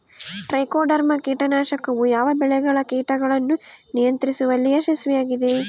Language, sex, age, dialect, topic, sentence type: Kannada, female, 18-24, Central, agriculture, question